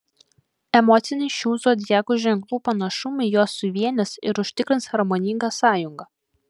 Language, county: Lithuanian, Kaunas